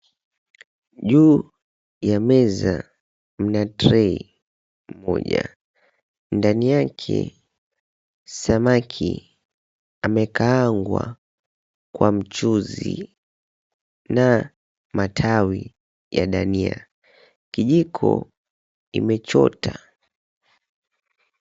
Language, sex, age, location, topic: Swahili, female, 18-24, Mombasa, agriculture